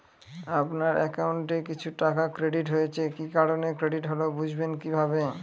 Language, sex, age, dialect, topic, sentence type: Bengali, male, 25-30, Northern/Varendri, banking, question